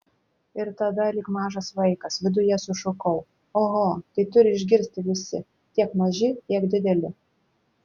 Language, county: Lithuanian, Klaipėda